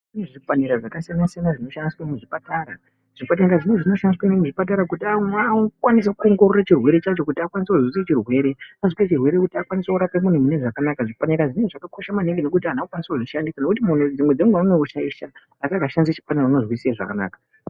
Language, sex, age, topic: Ndau, male, 18-24, health